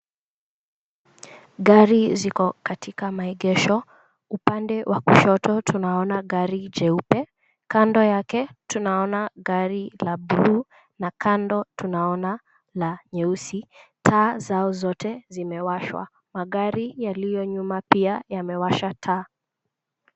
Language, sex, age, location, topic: Swahili, female, 18-24, Kisumu, finance